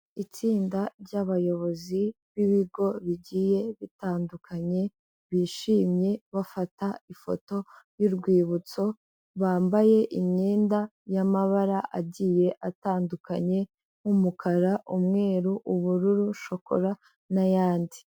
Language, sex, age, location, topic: Kinyarwanda, female, 18-24, Kigali, health